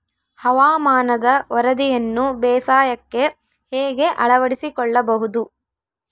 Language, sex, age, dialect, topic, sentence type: Kannada, female, 18-24, Central, agriculture, question